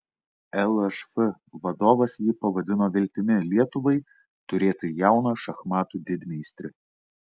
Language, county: Lithuanian, Klaipėda